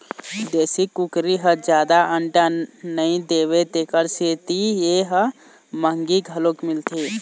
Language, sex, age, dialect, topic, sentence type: Chhattisgarhi, male, 18-24, Eastern, agriculture, statement